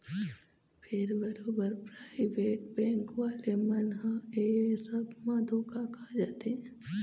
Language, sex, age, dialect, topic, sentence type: Chhattisgarhi, female, 18-24, Eastern, banking, statement